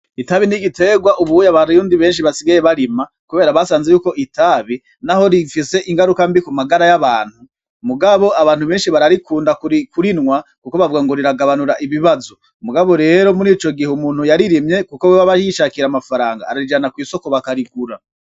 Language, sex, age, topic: Rundi, male, 25-35, agriculture